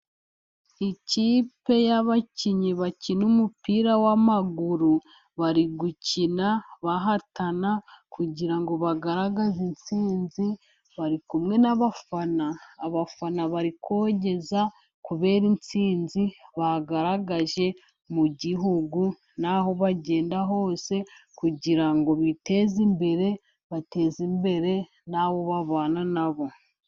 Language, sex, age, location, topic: Kinyarwanda, female, 50+, Musanze, government